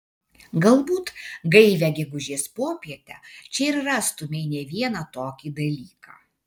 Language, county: Lithuanian, Vilnius